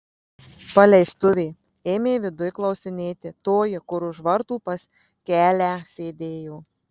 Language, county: Lithuanian, Marijampolė